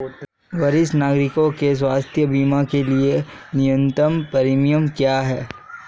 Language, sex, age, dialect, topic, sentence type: Hindi, male, 18-24, Marwari Dhudhari, banking, question